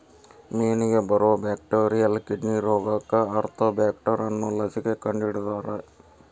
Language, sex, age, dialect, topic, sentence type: Kannada, male, 60-100, Dharwad Kannada, agriculture, statement